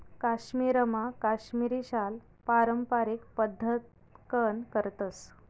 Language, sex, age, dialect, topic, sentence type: Marathi, female, 31-35, Northern Konkan, agriculture, statement